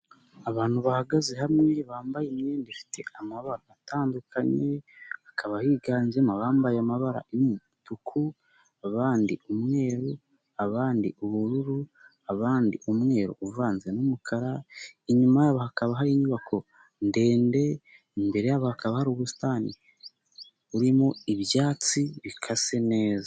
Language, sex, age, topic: Kinyarwanda, male, 18-24, health